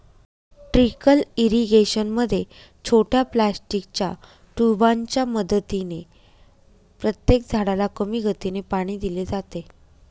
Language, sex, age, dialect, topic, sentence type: Marathi, female, 25-30, Northern Konkan, agriculture, statement